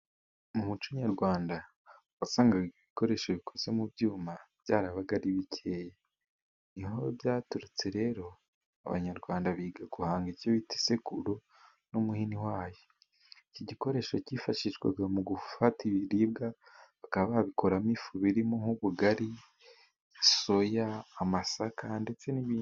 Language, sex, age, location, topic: Kinyarwanda, male, 18-24, Musanze, government